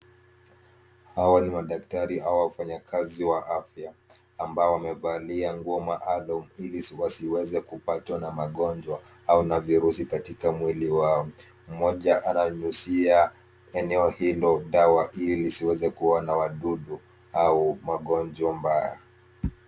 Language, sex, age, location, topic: Swahili, female, 25-35, Kisumu, health